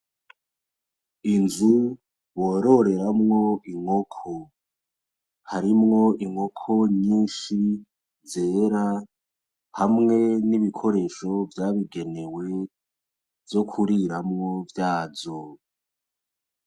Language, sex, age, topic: Rundi, male, 18-24, agriculture